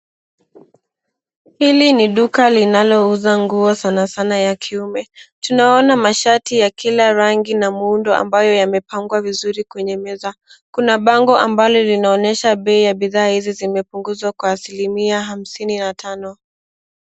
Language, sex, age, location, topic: Swahili, female, 18-24, Nairobi, finance